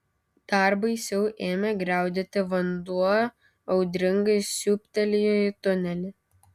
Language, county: Lithuanian, Kaunas